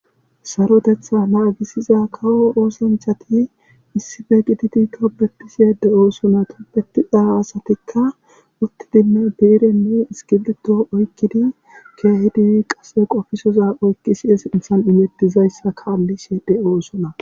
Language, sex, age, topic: Gamo, male, 36-49, government